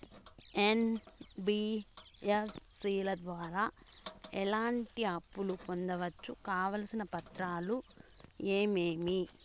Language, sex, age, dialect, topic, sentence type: Telugu, female, 31-35, Southern, banking, question